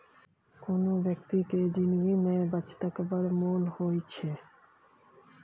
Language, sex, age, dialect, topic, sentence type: Maithili, female, 51-55, Bajjika, banking, statement